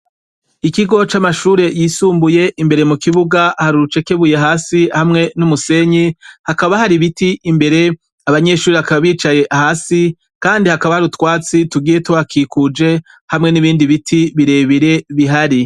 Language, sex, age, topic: Rundi, male, 36-49, education